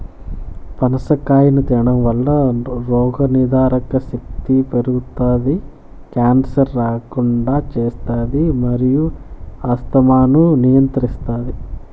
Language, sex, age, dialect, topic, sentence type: Telugu, male, 25-30, Southern, agriculture, statement